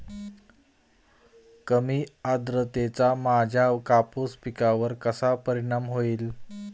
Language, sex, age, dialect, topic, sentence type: Marathi, male, 41-45, Standard Marathi, agriculture, question